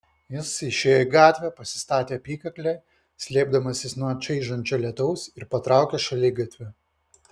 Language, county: Lithuanian, Vilnius